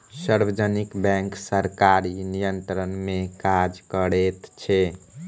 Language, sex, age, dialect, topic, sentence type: Maithili, male, 18-24, Southern/Standard, banking, statement